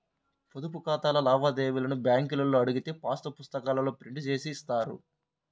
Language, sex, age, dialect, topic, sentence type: Telugu, male, 31-35, Central/Coastal, banking, statement